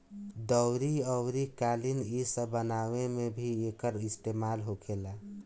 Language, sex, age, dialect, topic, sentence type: Bhojpuri, male, 25-30, Southern / Standard, agriculture, statement